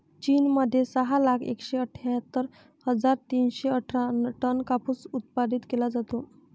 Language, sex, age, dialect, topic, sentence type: Marathi, female, 60-100, Northern Konkan, agriculture, statement